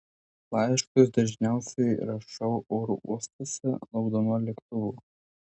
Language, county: Lithuanian, Tauragė